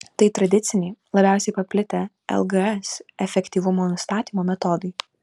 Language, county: Lithuanian, Vilnius